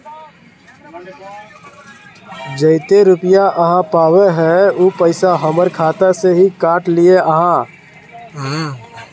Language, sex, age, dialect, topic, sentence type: Magahi, male, 18-24, Northeastern/Surjapuri, banking, question